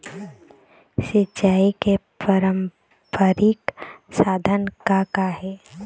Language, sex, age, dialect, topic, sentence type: Chhattisgarhi, female, 18-24, Eastern, agriculture, question